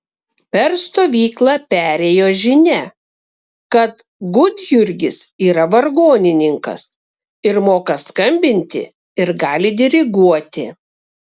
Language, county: Lithuanian, Kaunas